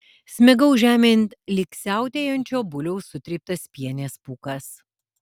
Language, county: Lithuanian, Alytus